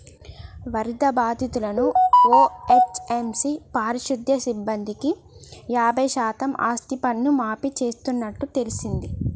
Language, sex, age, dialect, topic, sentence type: Telugu, female, 25-30, Telangana, banking, statement